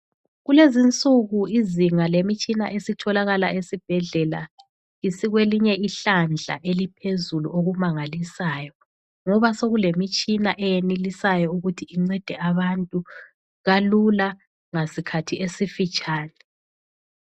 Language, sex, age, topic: North Ndebele, female, 36-49, health